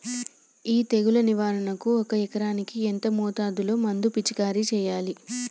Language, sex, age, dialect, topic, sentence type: Telugu, female, 18-24, Telangana, agriculture, question